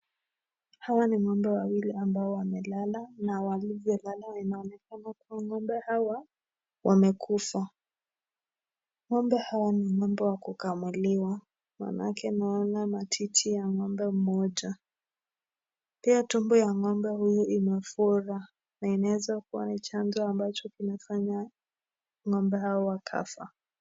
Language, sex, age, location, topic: Swahili, male, 18-24, Nakuru, agriculture